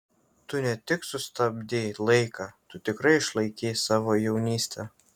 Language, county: Lithuanian, Kaunas